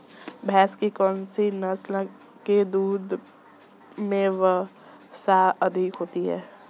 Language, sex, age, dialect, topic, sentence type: Hindi, male, 18-24, Marwari Dhudhari, agriculture, question